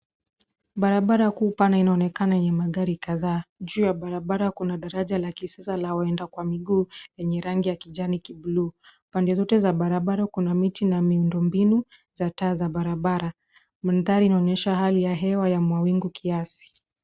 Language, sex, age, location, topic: Swahili, female, 25-35, Nairobi, government